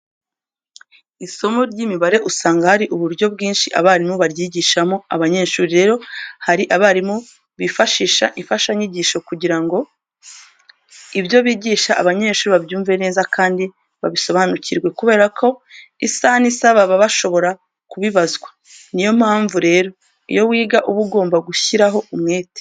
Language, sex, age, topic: Kinyarwanda, female, 25-35, education